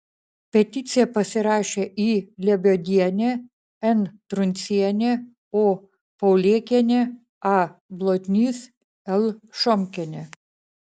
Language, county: Lithuanian, Vilnius